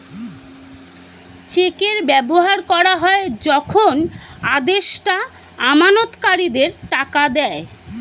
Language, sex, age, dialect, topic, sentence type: Bengali, female, 31-35, Standard Colloquial, banking, statement